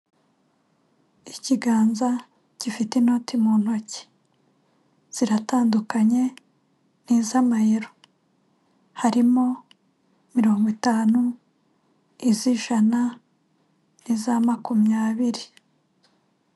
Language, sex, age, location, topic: Kinyarwanda, female, 25-35, Kigali, finance